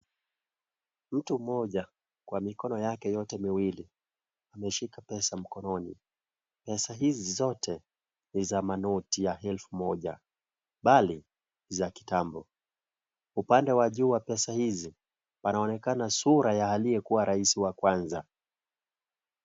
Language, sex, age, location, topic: Swahili, male, 18-24, Kisii, finance